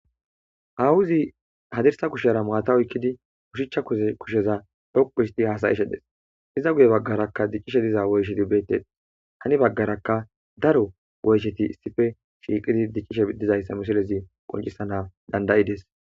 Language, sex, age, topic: Gamo, male, 18-24, agriculture